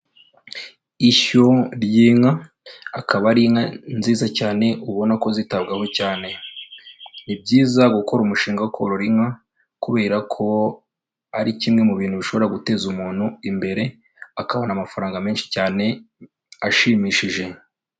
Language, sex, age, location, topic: Kinyarwanda, female, 25-35, Kigali, agriculture